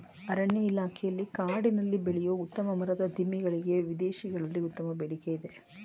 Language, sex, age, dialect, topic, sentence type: Kannada, female, 36-40, Mysore Kannada, agriculture, statement